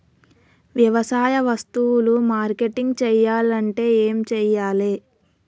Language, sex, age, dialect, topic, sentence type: Telugu, female, 18-24, Telangana, agriculture, question